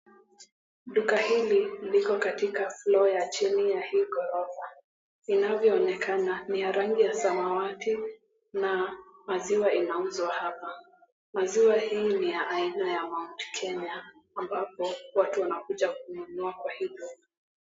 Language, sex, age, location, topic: Swahili, female, 18-24, Mombasa, finance